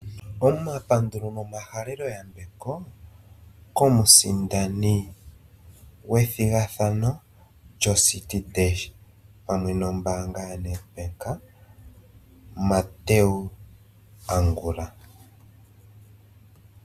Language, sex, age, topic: Oshiwambo, male, 25-35, finance